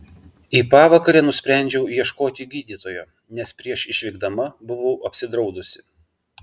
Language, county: Lithuanian, Vilnius